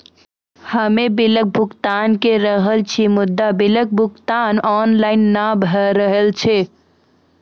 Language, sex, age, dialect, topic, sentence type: Maithili, female, 41-45, Angika, banking, question